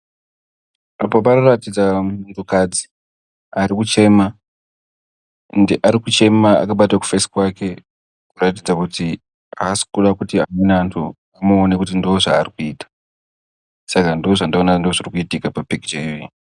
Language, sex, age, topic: Ndau, male, 18-24, health